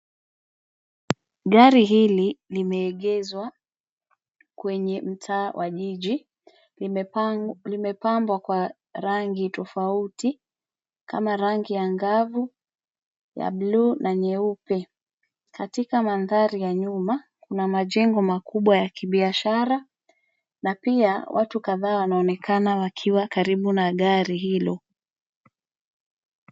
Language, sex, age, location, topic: Swahili, female, 25-35, Nairobi, government